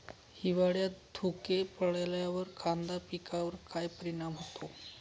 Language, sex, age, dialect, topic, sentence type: Marathi, male, 31-35, Northern Konkan, agriculture, question